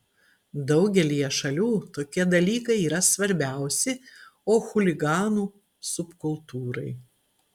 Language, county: Lithuanian, Klaipėda